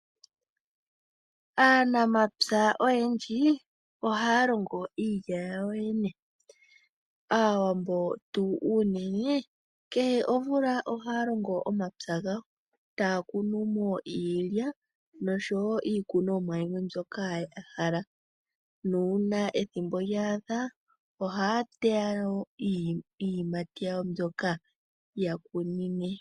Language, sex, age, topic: Oshiwambo, female, 18-24, agriculture